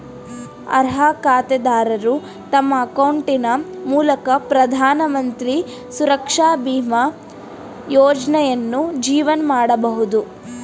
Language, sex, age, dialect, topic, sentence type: Kannada, female, 18-24, Mysore Kannada, banking, statement